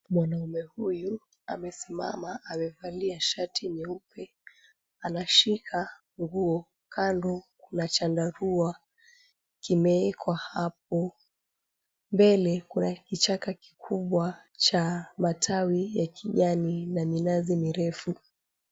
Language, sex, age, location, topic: Swahili, female, 25-35, Mombasa, government